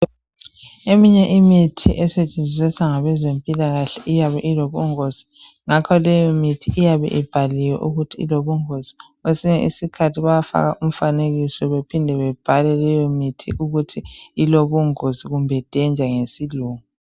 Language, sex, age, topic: North Ndebele, female, 25-35, health